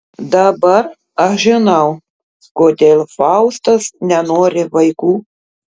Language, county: Lithuanian, Tauragė